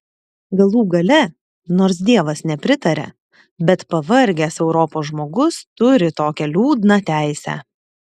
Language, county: Lithuanian, Klaipėda